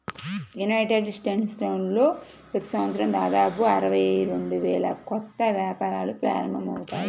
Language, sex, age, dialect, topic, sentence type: Telugu, female, 31-35, Central/Coastal, banking, statement